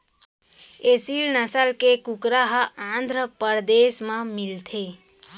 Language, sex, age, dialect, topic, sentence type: Chhattisgarhi, female, 18-24, Central, agriculture, statement